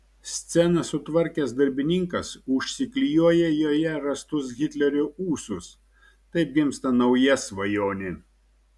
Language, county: Lithuanian, Šiauliai